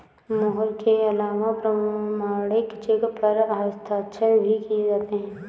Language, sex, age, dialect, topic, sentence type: Hindi, female, 18-24, Awadhi Bundeli, banking, statement